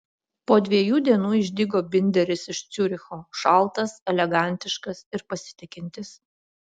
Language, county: Lithuanian, Utena